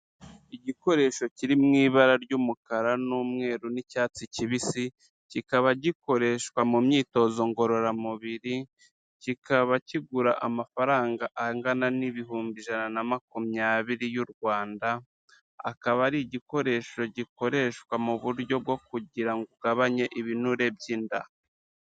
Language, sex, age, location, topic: Kinyarwanda, male, 36-49, Kigali, health